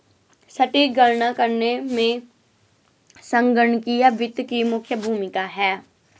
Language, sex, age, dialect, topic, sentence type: Hindi, female, 25-30, Garhwali, banking, statement